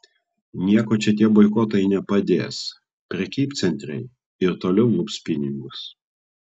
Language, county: Lithuanian, Klaipėda